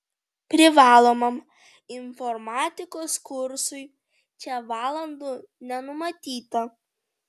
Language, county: Lithuanian, Vilnius